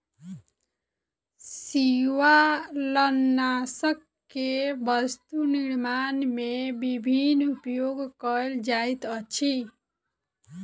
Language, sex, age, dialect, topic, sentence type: Maithili, female, 25-30, Southern/Standard, agriculture, statement